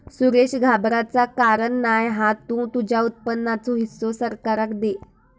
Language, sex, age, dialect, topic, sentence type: Marathi, female, 25-30, Southern Konkan, banking, statement